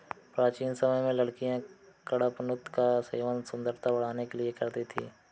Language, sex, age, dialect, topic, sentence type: Hindi, male, 25-30, Awadhi Bundeli, agriculture, statement